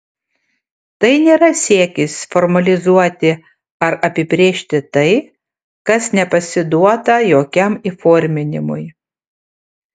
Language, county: Lithuanian, Panevėžys